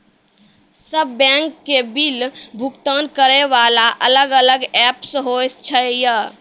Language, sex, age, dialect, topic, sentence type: Maithili, female, 36-40, Angika, banking, question